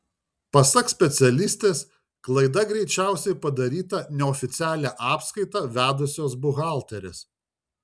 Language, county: Lithuanian, Šiauliai